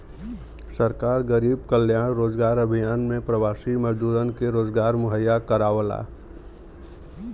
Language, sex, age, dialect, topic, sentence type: Bhojpuri, male, 31-35, Western, banking, statement